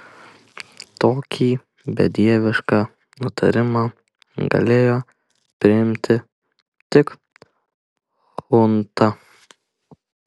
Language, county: Lithuanian, Kaunas